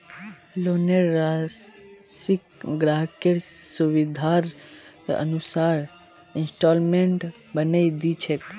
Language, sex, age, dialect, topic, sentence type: Magahi, male, 46-50, Northeastern/Surjapuri, banking, statement